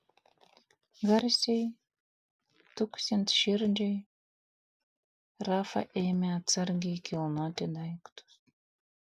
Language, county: Lithuanian, Vilnius